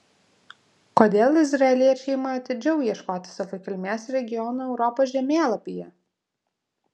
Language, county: Lithuanian, Vilnius